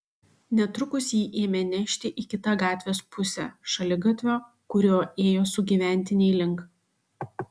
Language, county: Lithuanian, Šiauliai